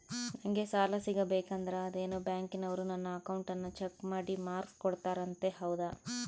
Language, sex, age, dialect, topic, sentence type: Kannada, female, 25-30, Central, banking, question